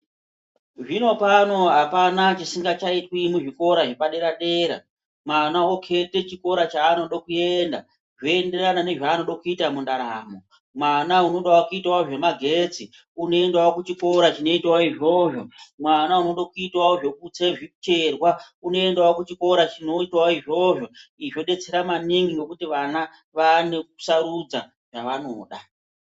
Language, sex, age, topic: Ndau, female, 36-49, education